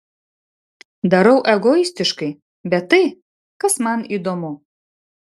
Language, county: Lithuanian, Šiauliai